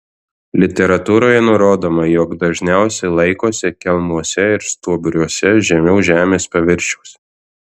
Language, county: Lithuanian, Alytus